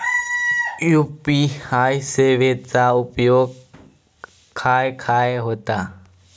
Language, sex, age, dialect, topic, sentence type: Marathi, male, 18-24, Southern Konkan, banking, question